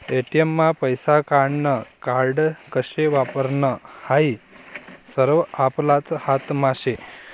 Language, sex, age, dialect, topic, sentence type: Marathi, male, 51-55, Northern Konkan, banking, statement